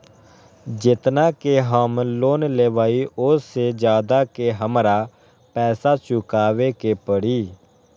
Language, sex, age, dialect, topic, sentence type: Magahi, male, 18-24, Western, banking, question